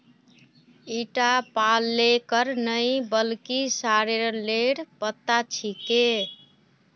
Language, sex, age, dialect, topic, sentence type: Magahi, female, 41-45, Northeastern/Surjapuri, agriculture, statement